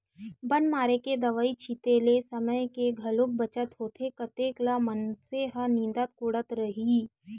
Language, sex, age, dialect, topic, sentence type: Chhattisgarhi, female, 25-30, Western/Budati/Khatahi, agriculture, statement